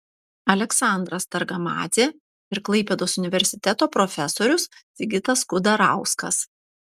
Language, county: Lithuanian, Panevėžys